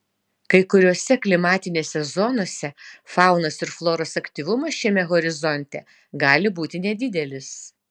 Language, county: Lithuanian, Utena